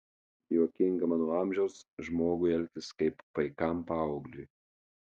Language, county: Lithuanian, Marijampolė